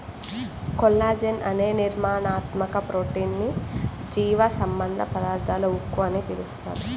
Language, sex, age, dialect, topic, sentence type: Telugu, female, 18-24, Central/Coastal, agriculture, statement